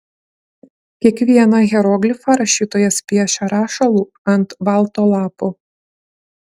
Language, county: Lithuanian, Klaipėda